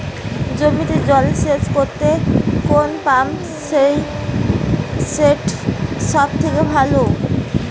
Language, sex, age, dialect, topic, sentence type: Bengali, female, 18-24, Rajbangshi, agriculture, question